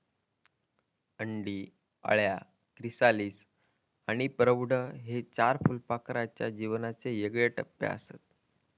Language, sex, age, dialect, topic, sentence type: Marathi, female, 41-45, Southern Konkan, agriculture, statement